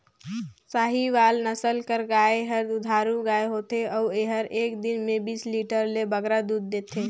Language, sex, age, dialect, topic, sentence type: Chhattisgarhi, female, 18-24, Northern/Bhandar, agriculture, statement